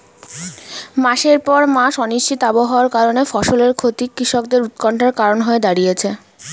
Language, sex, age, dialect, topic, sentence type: Bengali, female, 18-24, Standard Colloquial, agriculture, question